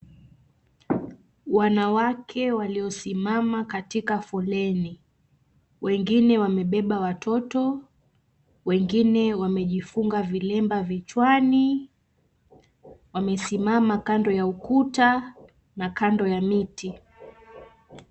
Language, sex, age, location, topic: Swahili, female, 25-35, Nairobi, government